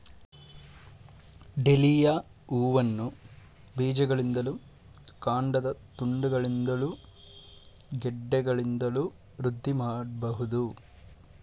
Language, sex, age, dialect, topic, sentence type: Kannada, male, 18-24, Mysore Kannada, agriculture, statement